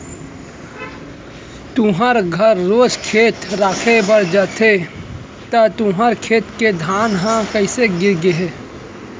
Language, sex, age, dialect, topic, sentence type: Chhattisgarhi, male, 25-30, Central, agriculture, statement